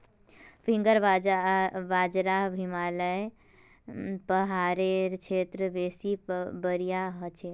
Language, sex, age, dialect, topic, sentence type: Magahi, female, 18-24, Northeastern/Surjapuri, agriculture, statement